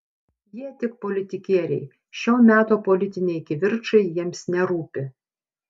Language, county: Lithuanian, Panevėžys